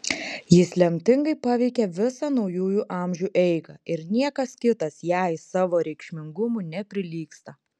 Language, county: Lithuanian, Klaipėda